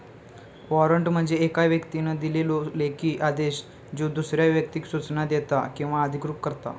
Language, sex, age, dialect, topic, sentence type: Marathi, male, 18-24, Southern Konkan, banking, statement